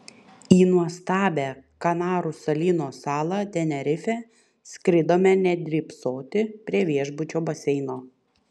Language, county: Lithuanian, Panevėžys